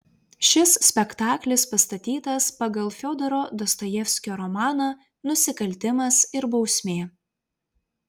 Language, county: Lithuanian, Vilnius